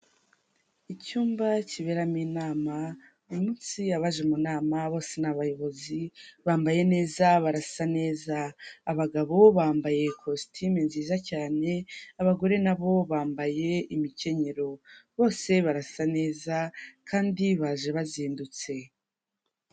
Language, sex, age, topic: Kinyarwanda, female, 25-35, government